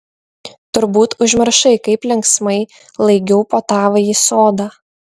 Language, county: Lithuanian, Šiauliai